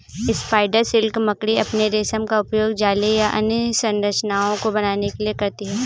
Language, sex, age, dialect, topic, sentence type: Hindi, female, 18-24, Kanauji Braj Bhasha, agriculture, statement